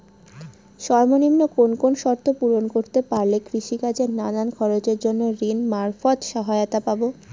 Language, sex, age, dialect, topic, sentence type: Bengali, female, 18-24, Northern/Varendri, banking, question